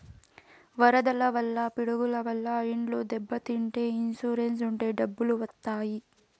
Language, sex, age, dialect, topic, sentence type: Telugu, female, 18-24, Southern, banking, statement